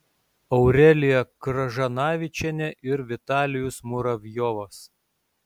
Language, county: Lithuanian, Šiauliai